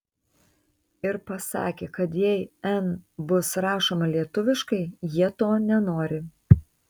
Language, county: Lithuanian, Tauragė